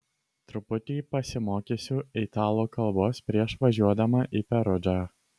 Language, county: Lithuanian, Kaunas